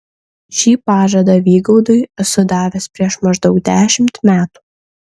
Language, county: Lithuanian, Kaunas